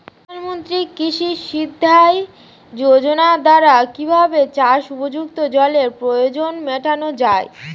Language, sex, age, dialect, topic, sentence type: Bengali, female, 18-24, Standard Colloquial, agriculture, question